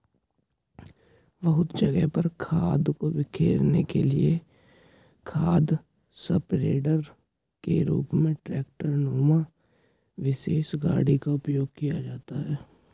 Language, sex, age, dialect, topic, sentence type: Hindi, male, 18-24, Hindustani Malvi Khadi Boli, agriculture, statement